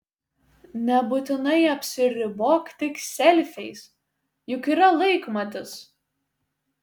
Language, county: Lithuanian, Šiauliai